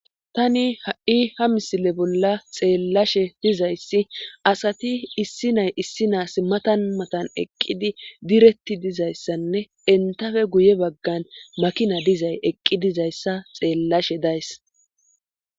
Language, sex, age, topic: Gamo, female, 25-35, government